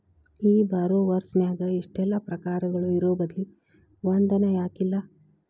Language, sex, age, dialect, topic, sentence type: Kannada, female, 31-35, Dharwad Kannada, banking, statement